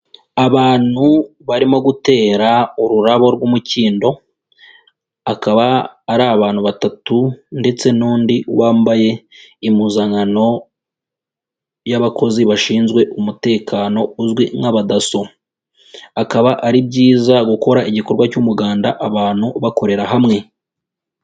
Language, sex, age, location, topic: Kinyarwanda, female, 18-24, Kigali, agriculture